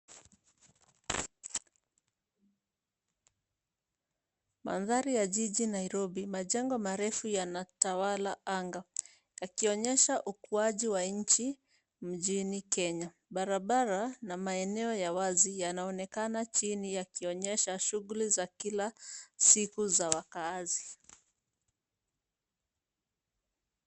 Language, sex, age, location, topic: Swahili, female, 25-35, Nairobi, government